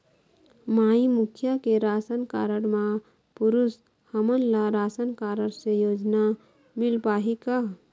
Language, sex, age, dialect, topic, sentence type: Chhattisgarhi, female, 25-30, Eastern, banking, question